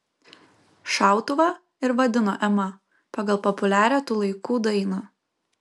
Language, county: Lithuanian, Kaunas